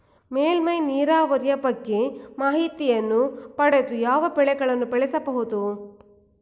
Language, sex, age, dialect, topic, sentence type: Kannada, female, 41-45, Mysore Kannada, agriculture, question